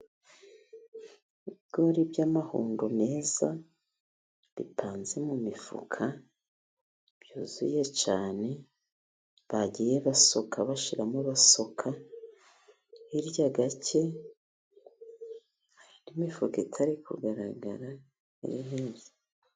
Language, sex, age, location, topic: Kinyarwanda, female, 50+, Musanze, agriculture